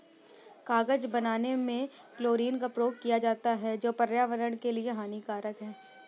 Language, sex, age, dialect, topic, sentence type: Hindi, female, 18-24, Awadhi Bundeli, agriculture, statement